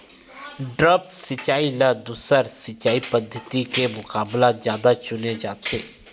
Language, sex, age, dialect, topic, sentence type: Chhattisgarhi, male, 18-24, Western/Budati/Khatahi, agriculture, statement